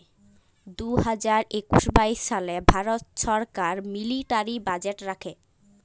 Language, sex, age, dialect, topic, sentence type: Bengali, female, <18, Jharkhandi, banking, statement